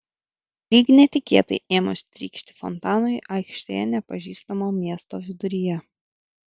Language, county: Lithuanian, Vilnius